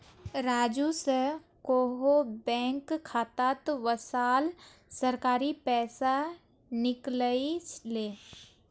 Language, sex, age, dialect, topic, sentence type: Magahi, female, 18-24, Northeastern/Surjapuri, agriculture, statement